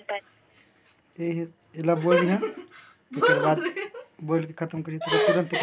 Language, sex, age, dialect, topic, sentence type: Chhattisgarhi, female, 18-24, Northern/Bhandar, banking, question